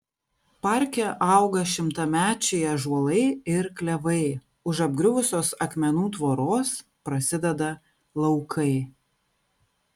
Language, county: Lithuanian, Kaunas